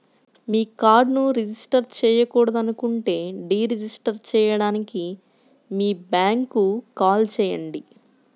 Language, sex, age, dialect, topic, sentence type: Telugu, male, 25-30, Central/Coastal, banking, statement